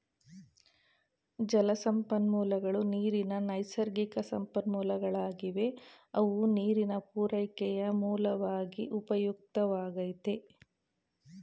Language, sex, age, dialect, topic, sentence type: Kannada, female, 36-40, Mysore Kannada, agriculture, statement